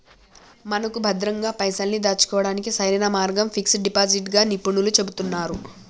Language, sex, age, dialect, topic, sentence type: Telugu, female, 18-24, Telangana, banking, statement